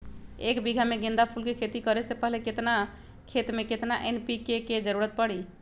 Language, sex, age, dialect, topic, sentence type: Magahi, female, 25-30, Western, agriculture, question